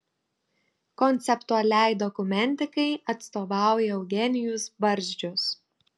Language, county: Lithuanian, Telšiai